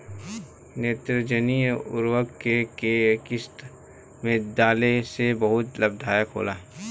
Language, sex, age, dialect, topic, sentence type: Bhojpuri, male, 18-24, Southern / Standard, agriculture, question